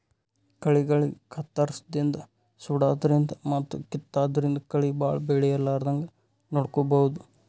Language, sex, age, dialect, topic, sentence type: Kannada, male, 18-24, Northeastern, agriculture, statement